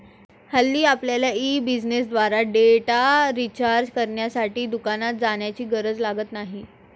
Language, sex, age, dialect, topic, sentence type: Marathi, female, 18-24, Standard Marathi, banking, statement